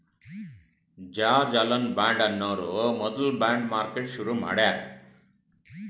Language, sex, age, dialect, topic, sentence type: Kannada, male, 60-100, Northeastern, banking, statement